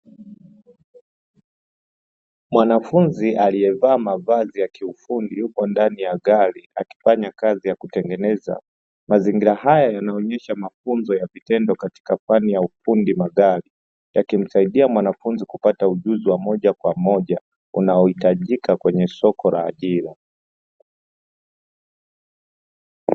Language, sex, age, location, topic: Swahili, male, 25-35, Dar es Salaam, education